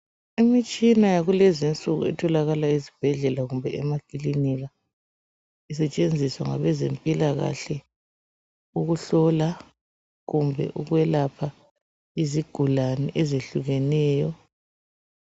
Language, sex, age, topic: North Ndebele, male, 36-49, health